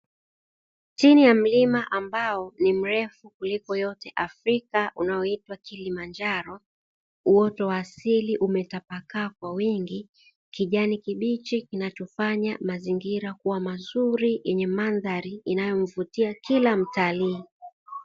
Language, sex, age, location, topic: Swahili, female, 36-49, Dar es Salaam, agriculture